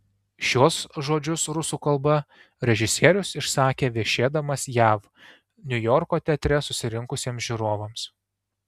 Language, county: Lithuanian, Tauragė